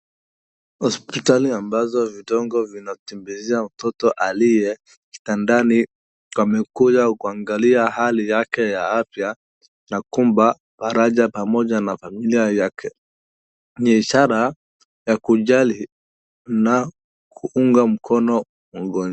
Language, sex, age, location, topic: Swahili, male, 18-24, Wajir, health